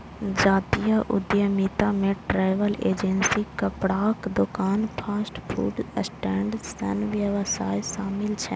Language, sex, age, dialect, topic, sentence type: Maithili, female, 18-24, Eastern / Thethi, banking, statement